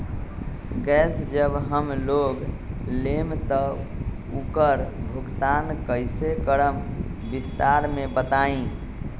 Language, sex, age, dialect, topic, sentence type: Magahi, male, 41-45, Western, banking, question